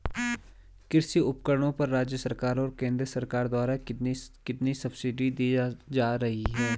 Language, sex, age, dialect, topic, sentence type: Hindi, male, 25-30, Garhwali, agriculture, question